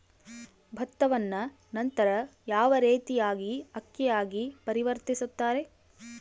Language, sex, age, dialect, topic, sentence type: Kannada, female, 18-24, Central, agriculture, question